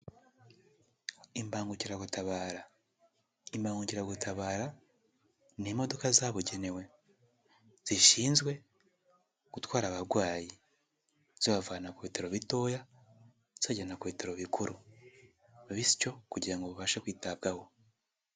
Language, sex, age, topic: Kinyarwanda, male, 18-24, health